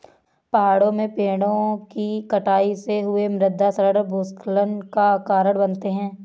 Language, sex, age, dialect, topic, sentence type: Hindi, female, 18-24, Awadhi Bundeli, agriculture, statement